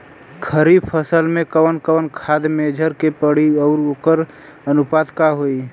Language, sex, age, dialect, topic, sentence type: Bhojpuri, male, 25-30, Western, agriculture, question